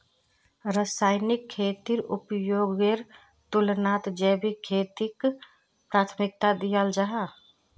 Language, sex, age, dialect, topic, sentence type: Magahi, female, 36-40, Northeastern/Surjapuri, agriculture, statement